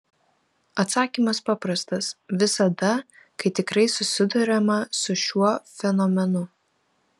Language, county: Lithuanian, Vilnius